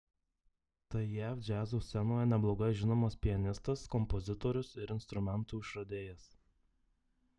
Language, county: Lithuanian, Marijampolė